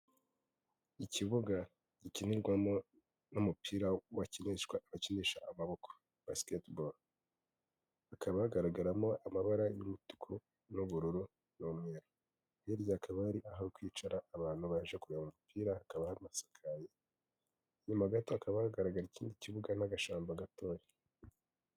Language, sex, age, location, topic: Kinyarwanda, male, 25-35, Kigali, government